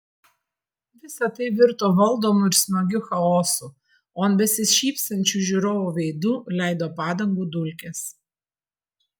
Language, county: Lithuanian, Vilnius